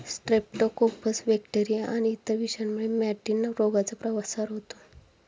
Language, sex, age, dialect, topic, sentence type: Marathi, female, 25-30, Standard Marathi, agriculture, statement